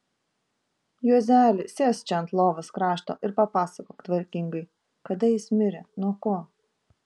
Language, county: Lithuanian, Vilnius